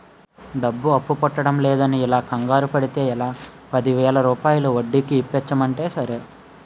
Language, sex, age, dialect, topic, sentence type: Telugu, male, 18-24, Utterandhra, banking, statement